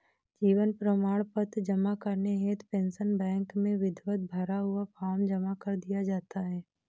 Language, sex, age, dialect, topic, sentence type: Hindi, female, 18-24, Awadhi Bundeli, banking, statement